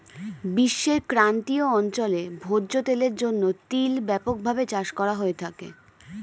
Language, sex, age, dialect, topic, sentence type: Bengali, female, 25-30, Standard Colloquial, agriculture, statement